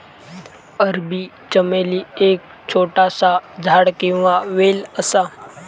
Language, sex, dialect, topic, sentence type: Marathi, male, Southern Konkan, agriculture, statement